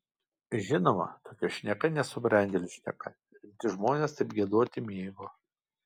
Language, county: Lithuanian, Kaunas